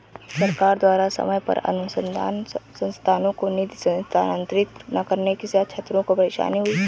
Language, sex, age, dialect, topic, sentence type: Hindi, female, 25-30, Marwari Dhudhari, banking, statement